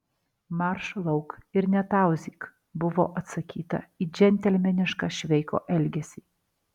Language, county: Lithuanian, Alytus